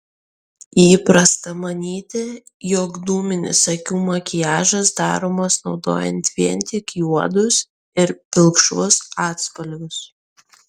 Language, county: Lithuanian, Kaunas